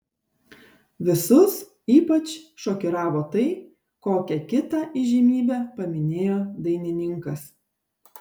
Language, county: Lithuanian, Šiauliai